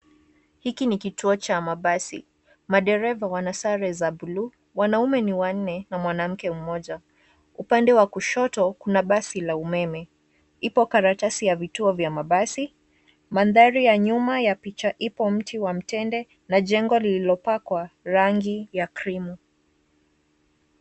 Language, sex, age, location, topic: Swahili, female, 18-24, Nairobi, government